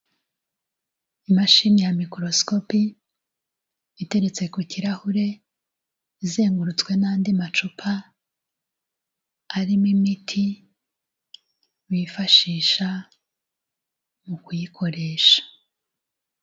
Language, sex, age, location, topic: Kinyarwanda, female, 36-49, Kigali, health